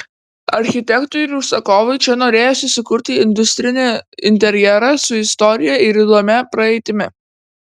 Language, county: Lithuanian, Vilnius